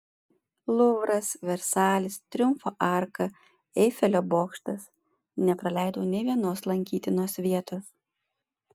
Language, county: Lithuanian, Panevėžys